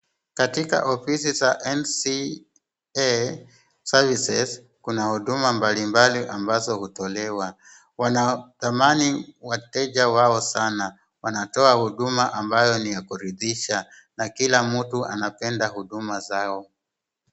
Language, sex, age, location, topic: Swahili, male, 36-49, Wajir, government